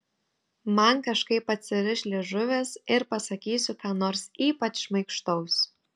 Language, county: Lithuanian, Telšiai